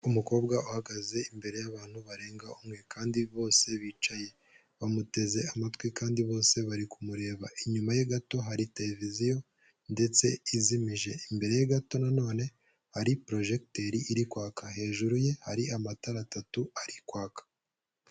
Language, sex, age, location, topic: Kinyarwanda, male, 18-24, Kigali, health